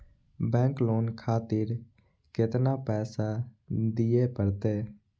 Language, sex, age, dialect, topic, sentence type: Maithili, male, 18-24, Eastern / Thethi, banking, question